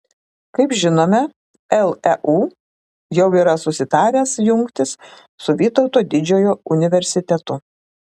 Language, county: Lithuanian, Klaipėda